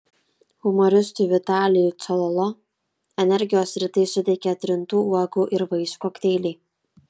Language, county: Lithuanian, Kaunas